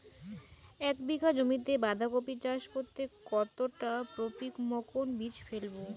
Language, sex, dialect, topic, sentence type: Bengali, female, Rajbangshi, agriculture, question